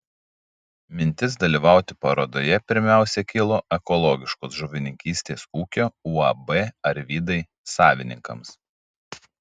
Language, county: Lithuanian, Panevėžys